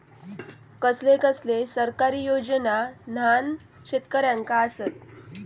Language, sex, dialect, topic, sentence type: Marathi, female, Southern Konkan, agriculture, question